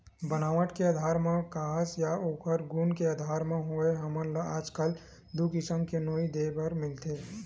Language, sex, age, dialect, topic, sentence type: Chhattisgarhi, male, 18-24, Western/Budati/Khatahi, agriculture, statement